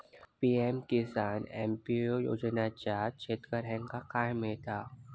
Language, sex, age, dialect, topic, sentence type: Marathi, male, 41-45, Southern Konkan, agriculture, question